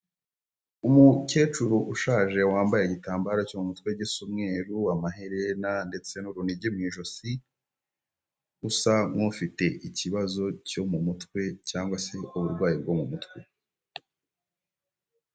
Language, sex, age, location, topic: Kinyarwanda, male, 18-24, Huye, health